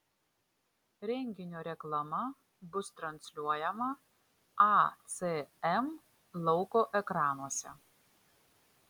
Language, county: Lithuanian, Vilnius